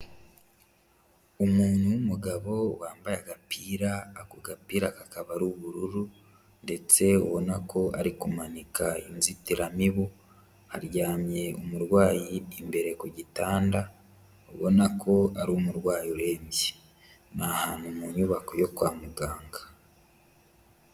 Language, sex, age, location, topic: Kinyarwanda, male, 25-35, Huye, health